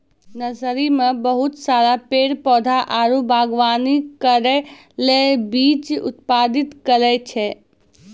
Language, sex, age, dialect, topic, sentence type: Maithili, female, 18-24, Angika, agriculture, statement